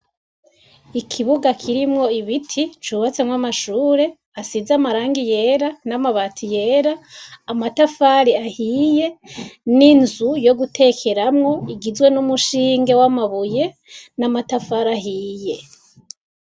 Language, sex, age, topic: Rundi, female, 25-35, education